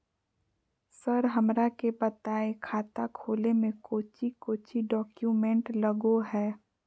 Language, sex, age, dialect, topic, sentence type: Magahi, female, 41-45, Southern, banking, question